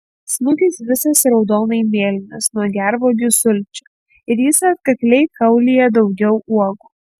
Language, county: Lithuanian, Kaunas